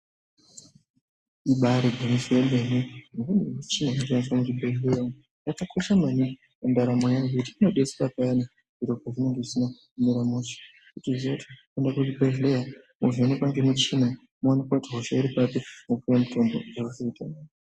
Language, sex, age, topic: Ndau, male, 50+, health